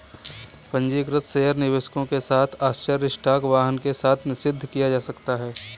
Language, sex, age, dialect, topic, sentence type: Hindi, male, 25-30, Kanauji Braj Bhasha, banking, statement